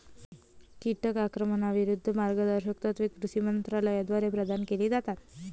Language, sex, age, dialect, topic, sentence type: Marathi, female, 25-30, Varhadi, agriculture, statement